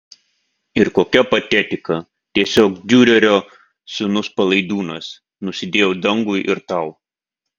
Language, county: Lithuanian, Vilnius